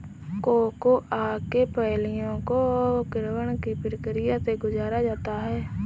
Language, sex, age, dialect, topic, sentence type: Hindi, female, 18-24, Awadhi Bundeli, agriculture, statement